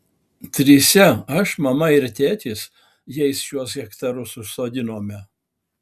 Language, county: Lithuanian, Alytus